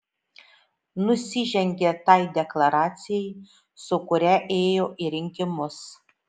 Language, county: Lithuanian, Šiauliai